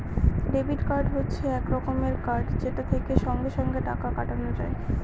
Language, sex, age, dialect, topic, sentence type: Bengali, female, 60-100, Northern/Varendri, banking, statement